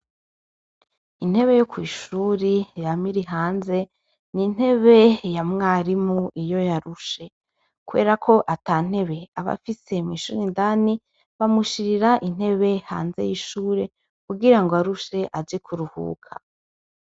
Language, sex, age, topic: Rundi, female, 25-35, education